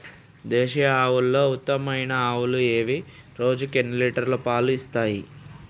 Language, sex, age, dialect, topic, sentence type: Telugu, male, 18-24, Telangana, agriculture, question